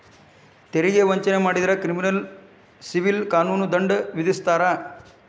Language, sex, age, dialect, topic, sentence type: Kannada, male, 56-60, Dharwad Kannada, banking, statement